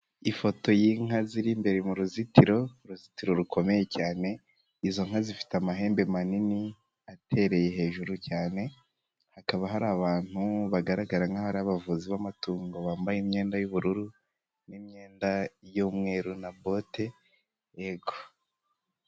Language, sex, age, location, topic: Kinyarwanda, male, 18-24, Nyagatare, agriculture